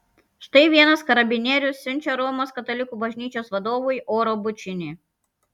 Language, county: Lithuanian, Panevėžys